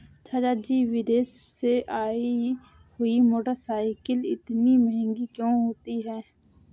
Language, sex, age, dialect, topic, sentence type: Hindi, female, 18-24, Awadhi Bundeli, banking, statement